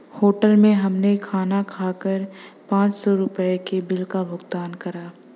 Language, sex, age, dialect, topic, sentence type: Hindi, female, 18-24, Hindustani Malvi Khadi Boli, banking, statement